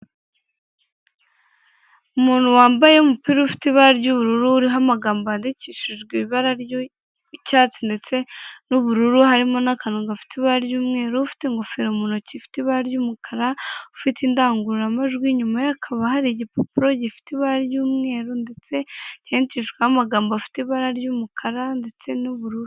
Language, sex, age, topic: Kinyarwanda, male, 25-35, finance